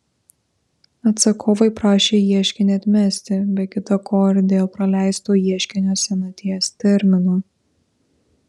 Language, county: Lithuanian, Vilnius